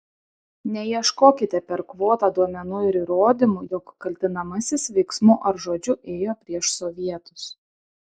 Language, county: Lithuanian, Šiauliai